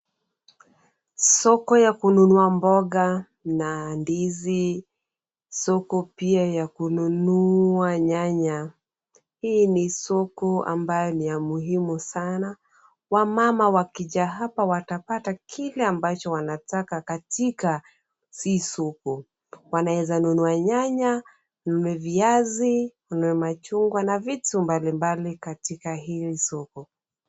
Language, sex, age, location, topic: Swahili, female, 25-35, Kisumu, finance